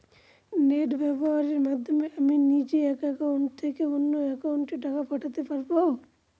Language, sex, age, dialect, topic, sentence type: Bengali, male, 46-50, Northern/Varendri, banking, question